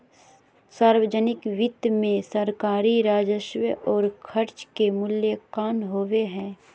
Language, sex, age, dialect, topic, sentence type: Magahi, female, 31-35, Southern, banking, statement